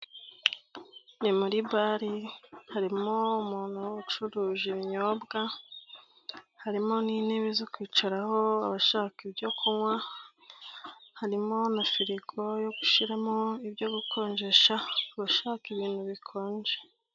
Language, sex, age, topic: Kinyarwanda, female, 25-35, finance